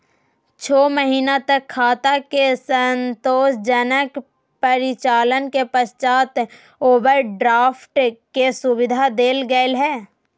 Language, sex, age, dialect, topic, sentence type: Magahi, female, 25-30, Southern, banking, statement